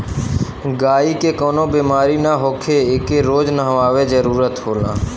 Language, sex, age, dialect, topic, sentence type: Bhojpuri, male, 25-30, Western, agriculture, statement